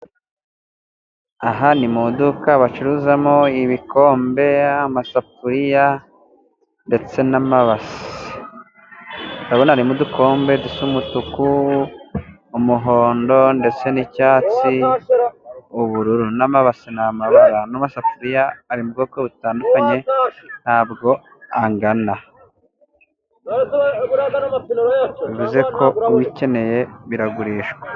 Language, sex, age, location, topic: Kinyarwanda, male, 18-24, Musanze, finance